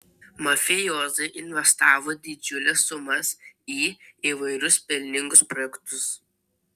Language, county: Lithuanian, Telšiai